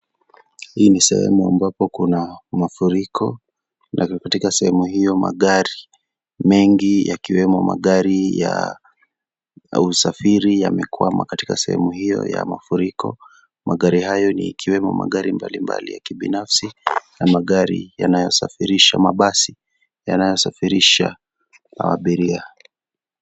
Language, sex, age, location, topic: Swahili, male, 25-35, Kisii, health